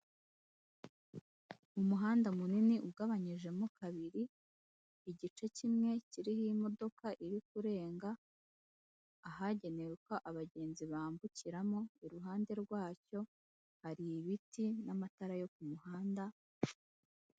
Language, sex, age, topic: Kinyarwanda, female, 18-24, government